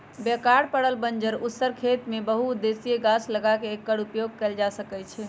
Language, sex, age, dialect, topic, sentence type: Magahi, female, 31-35, Western, agriculture, statement